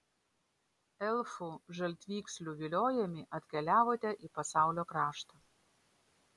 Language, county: Lithuanian, Vilnius